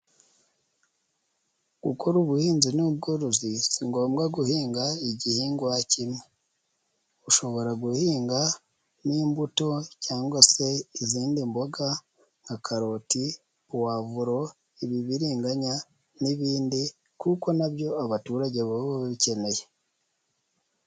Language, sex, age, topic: Kinyarwanda, female, 25-35, agriculture